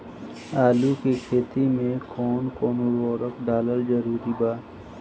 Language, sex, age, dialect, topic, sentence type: Bhojpuri, female, 18-24, Southern / Standard, agriculture, question